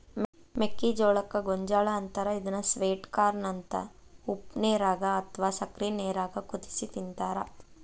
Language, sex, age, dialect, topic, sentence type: Kannada, female, 25-30, Dharwad Kannada, agriculture, statement